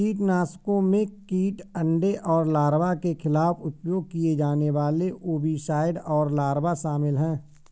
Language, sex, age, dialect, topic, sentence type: Hindi, male, 41-45, Awadhi Bundeli, agriculture, statement